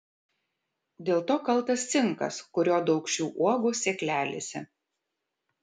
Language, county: Lithuanian, Kaunas